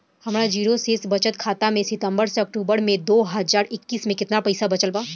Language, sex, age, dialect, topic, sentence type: Bhojpuri, female, 18-24, Southern / Standard, banking, question